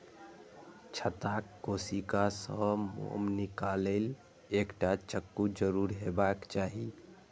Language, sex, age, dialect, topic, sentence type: Maithili, male, 25-30, Eastern / Thethi, agriculture, statement